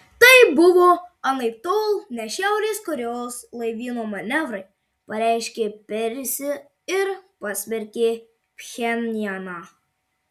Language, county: Lithuanian, Marijampolė